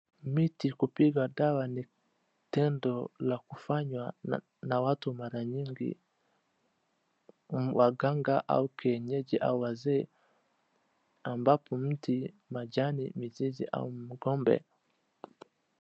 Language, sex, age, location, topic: Swahili, male, 25-35, Wajir, health